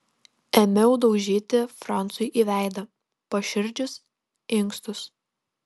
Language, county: Lithuanian, Kaunas